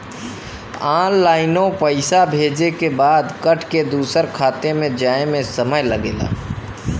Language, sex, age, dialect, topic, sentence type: Bhojpuri, male, 25-30, Western, banking, statement